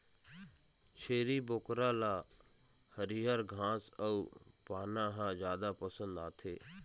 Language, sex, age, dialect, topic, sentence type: Chhattisgarhi, male, 31-35, Eastern, agriculture, statement